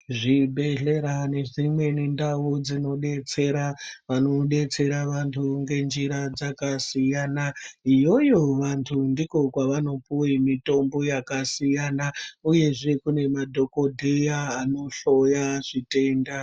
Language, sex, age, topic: Ndau, female, 25-35, health